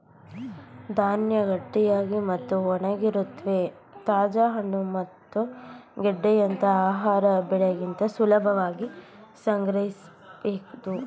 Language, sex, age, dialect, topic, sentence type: Kannada, female, 25-30, Mysore Kannada, agriculture, statement